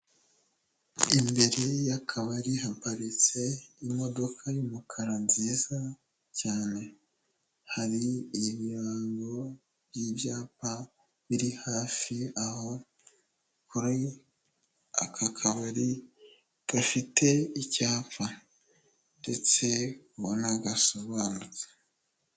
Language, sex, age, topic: Kinyarwanda, male, 18-24, government